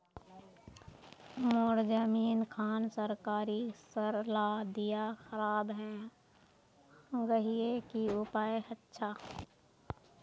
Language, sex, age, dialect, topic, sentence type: Magahi, female, 56-60, Northeastern/Surjapuri, agriculture, question